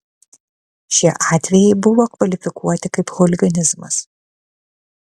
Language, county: Lithuanian, Kaunas